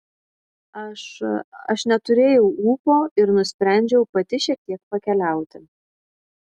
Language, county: Lithuanian, Šiauliai